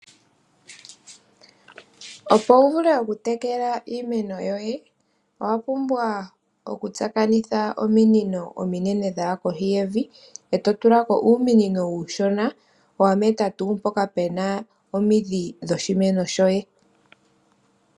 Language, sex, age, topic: Oshiwambo, female, 25-35, agriculture